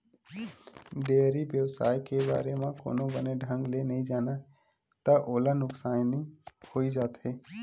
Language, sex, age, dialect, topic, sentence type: Chhattisgarhi, male, 18-24, Western/Budati/Khatahi, agriculture, statement